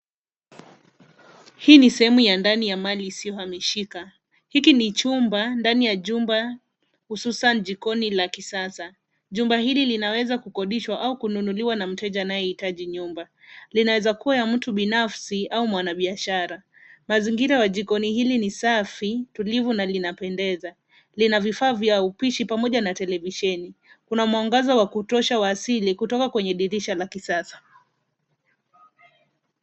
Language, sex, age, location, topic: Swahili, female, 25-35, Nairobi, finance